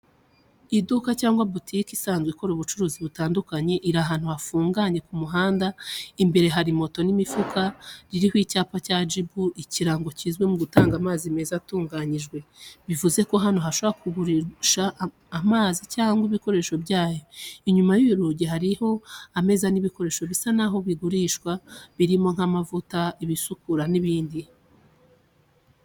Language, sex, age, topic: Kinyarwanda, female, 25-35, education